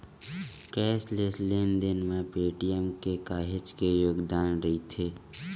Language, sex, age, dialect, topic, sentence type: Chhattisgarhi, male, 18-24, Western/Budati/Khatahi, banking, statement